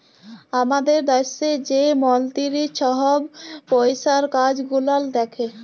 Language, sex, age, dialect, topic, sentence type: Bengali, female, 18-24, Jharkhandi, banking, statement